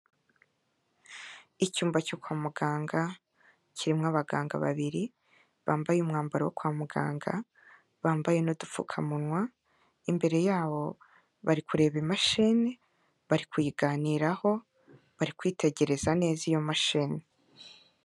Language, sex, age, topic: Kinyarwanda, female, 25-35, health